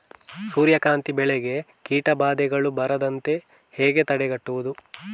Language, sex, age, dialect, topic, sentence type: Kannada, male, 18-24, Coastal/Dakshin, agriculture, question